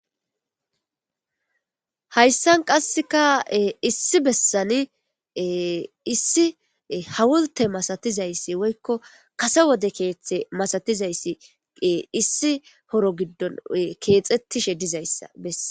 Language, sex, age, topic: Gamo, female, 25-35, government